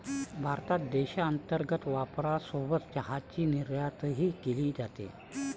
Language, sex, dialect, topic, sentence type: Marathi, male, Varhadi, agriculture, statement